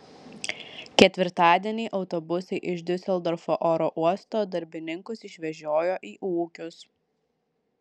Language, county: Lithuanian, Vilnius